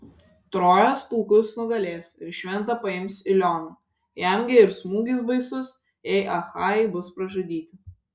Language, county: Lithuanian, Vilnius